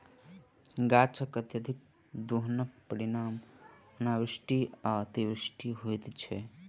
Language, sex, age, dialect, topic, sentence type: Maithili, male, 18-24, Southern/Standard, agriculture, statement